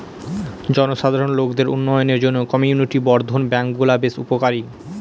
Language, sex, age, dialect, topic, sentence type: Bengali, male, 18-24, Northern/Varendri, banking, statement